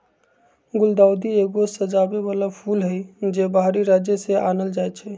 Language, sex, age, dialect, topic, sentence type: Magahi, male, 60-100, Western, agriculture, statement